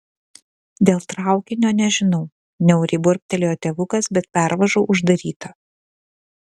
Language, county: Lithuanian, Kaunas